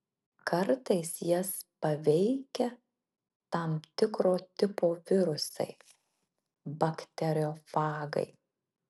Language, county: Lithuanian, Marijampolė